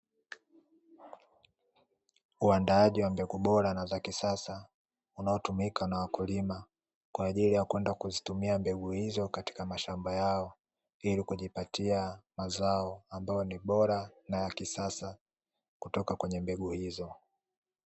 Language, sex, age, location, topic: Swahili, male, 18-24, Dar es Salaam, agriculture